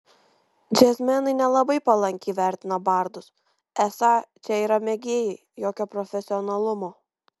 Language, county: Lithuanian, Kaunas